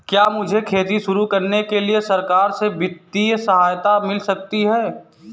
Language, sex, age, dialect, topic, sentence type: Hindi, male, 18-24, Marwari Dhudhari, agriculture, question